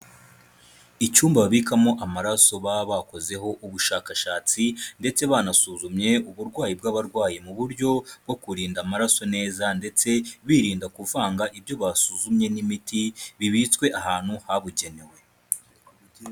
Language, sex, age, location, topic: Kinyarwanda, male, 25-35, Kigali, health